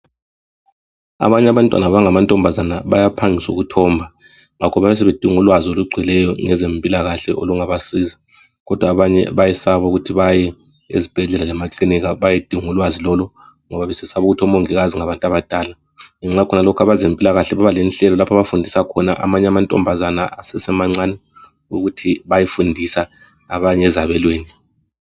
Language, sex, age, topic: North Ndebele, male, 36-49, health